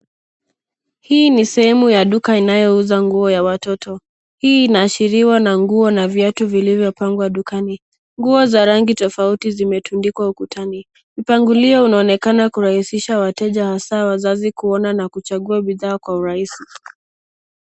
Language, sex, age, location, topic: Swahili, female, 18-24, Nairobi, finance